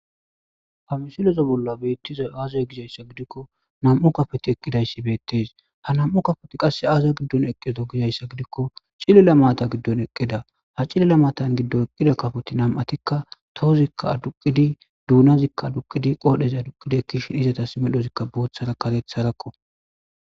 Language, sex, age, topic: Gamo, male, 25-35, agriculture